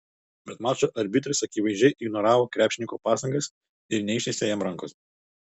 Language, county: Lithuanian, Utena